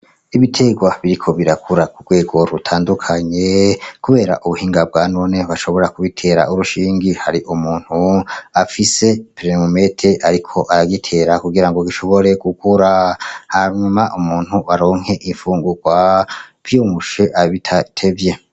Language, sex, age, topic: Rundi, male, 36-49, agriculture